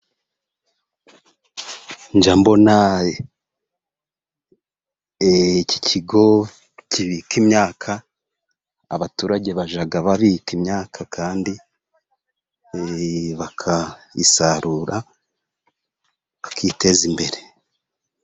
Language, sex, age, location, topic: Kinyarwanda, male, 36-49, Musanze, agriculture